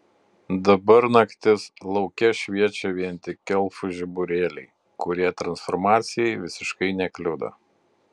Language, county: Lithuanian, Utena